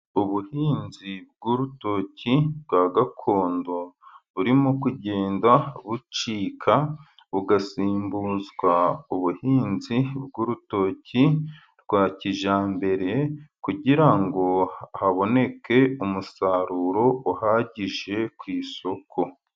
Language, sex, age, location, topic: Kinyarwanda, male, 36-49, Burera, agriculture